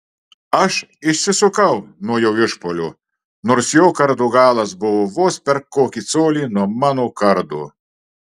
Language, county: Lithuanian, Marijampolė